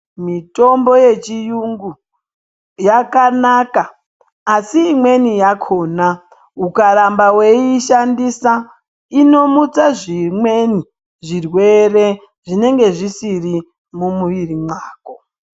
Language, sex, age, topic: Ndau, male, 25-35, health